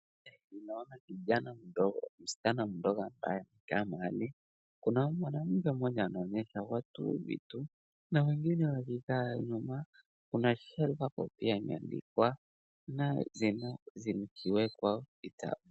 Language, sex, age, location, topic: Swahili, male, 36-49, Wajir, government